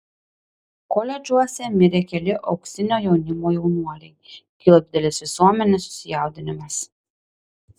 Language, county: Lithuanian, Klaipėda